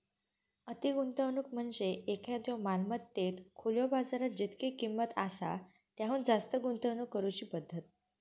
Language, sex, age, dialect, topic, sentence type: Marathi, female, 18-24, Southern Konkan, banking, statement